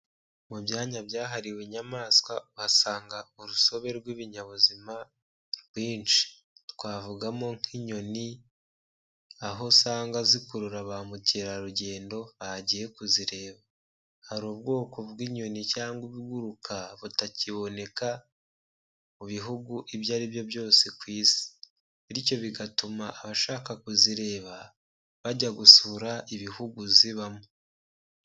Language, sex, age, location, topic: Kinyarwanda, male, 25-35, Kigali, agriculture